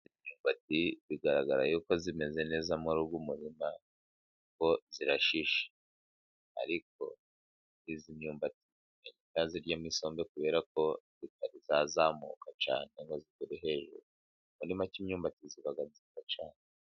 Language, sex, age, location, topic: Kinyarwanda, male, 36-49, Musanze, agriculture